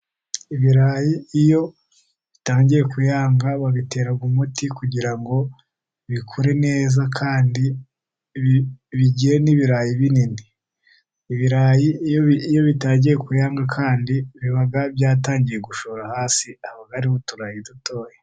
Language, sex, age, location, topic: Kinyarwanda, male, 25-35, Musanze, agriculture